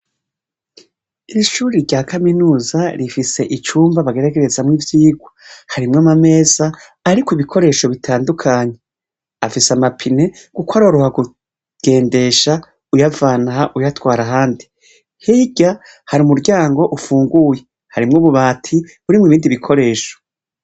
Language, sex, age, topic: Rundi, female, 25-35, education